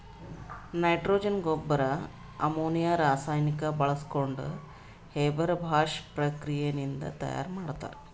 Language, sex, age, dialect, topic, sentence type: Kannada, female, 36-40, Northeastern, agriculture, statement